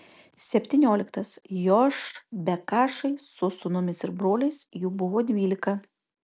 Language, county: Lithuanian, Kaunas